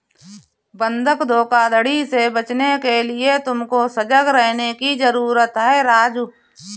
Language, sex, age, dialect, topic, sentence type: Hindi, female, 41-45, Kanauji Braj Bhasha, banking, statement